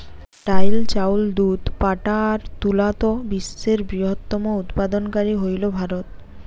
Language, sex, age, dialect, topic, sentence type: Bengali, female, 18-24, Rajbangshi, agriculture, statement